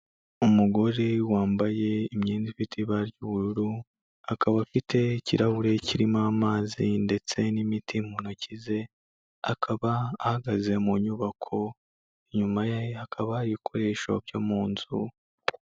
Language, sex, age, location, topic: Kinyarwanda, male, 25-35, Kigali, health